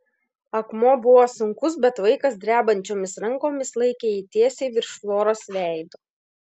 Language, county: Lithuanian, Klaipėda